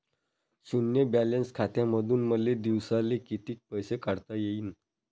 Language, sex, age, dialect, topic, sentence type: Marathi, male, 31-35, Varhadi, banking, question